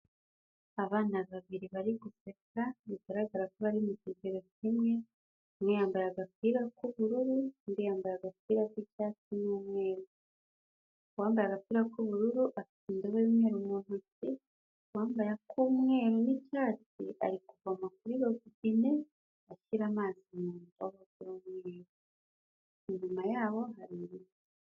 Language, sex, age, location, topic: Kinyarwanda, female, 25-35, Kigali, health